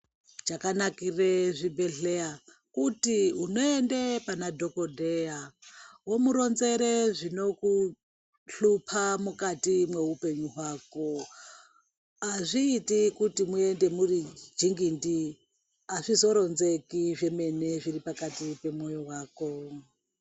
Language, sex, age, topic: Ndau, female, 36-49, health